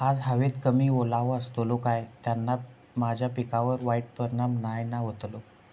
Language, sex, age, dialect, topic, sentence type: Marathi, male, 41-45, Southern Konkan, agriculture, question